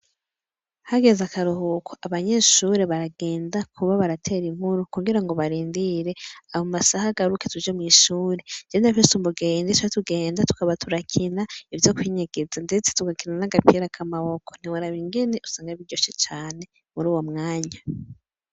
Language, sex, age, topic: Rundi, female, 18-24, education